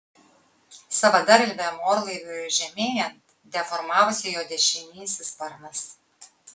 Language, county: Lithuanian, Kaunas